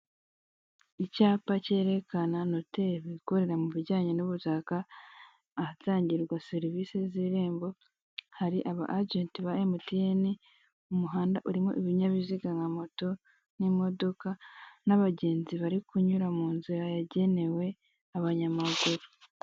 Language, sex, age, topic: Kinyarwanda, female, 18-24, government